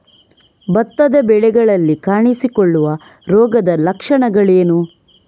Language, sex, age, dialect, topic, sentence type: Kannada, female, 18-24, Coastal/Dakshin, agriculture, question